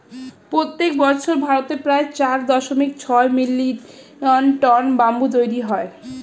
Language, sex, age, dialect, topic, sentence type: Bengali, female, 25-30, Standard Colloquial, agriculture, statement